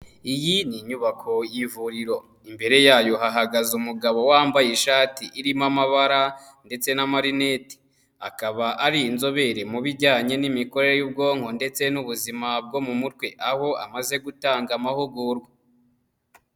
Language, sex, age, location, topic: Kinyarwanda, male, 25-35, Huye, health